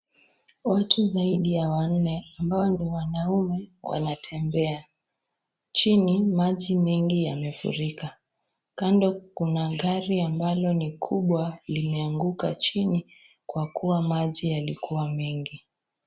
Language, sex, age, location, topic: Swahili, female, 18-24, Kisii, health